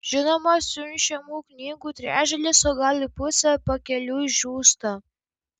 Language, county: Lithuanian, Kaunas